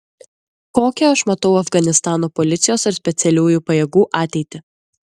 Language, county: Lithuanian, Klaipėda